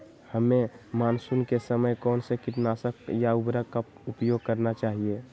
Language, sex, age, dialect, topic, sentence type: Magahi, male, 18-24, Western, agriculture, question